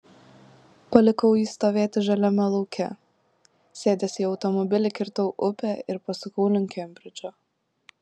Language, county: Lithuanian, Klaipėda